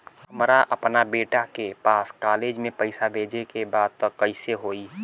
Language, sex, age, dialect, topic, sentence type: Bhojpuri, male, 18-24, Southern / Standard, banking, question